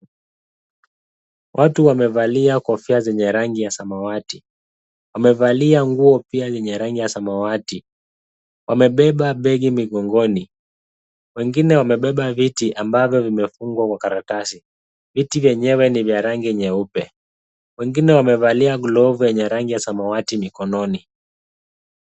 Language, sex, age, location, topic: Swahili, male, 25-35, Kisumu, health